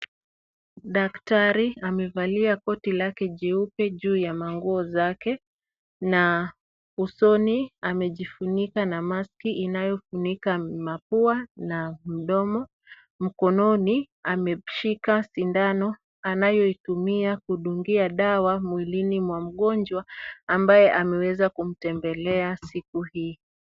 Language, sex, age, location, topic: Swahili, female, 25-35, Kisumu, health